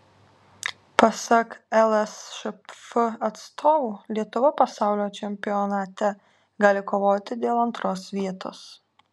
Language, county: Lithuanian, Alytus